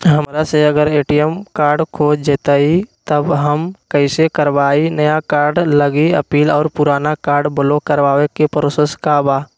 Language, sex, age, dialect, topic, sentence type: Magahi, male, 60-100, Western, banking, question